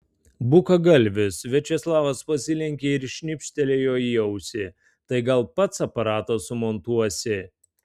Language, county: Lithuanian, Tauragė